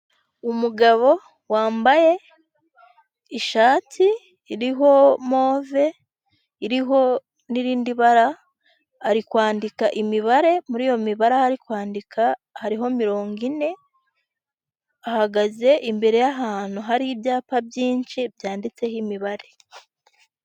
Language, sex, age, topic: Kinyarwanda, female, 18-24, finance